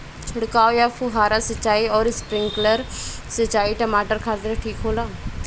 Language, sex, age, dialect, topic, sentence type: Bhojpuri, female, 31-35, Northern, agriculture, question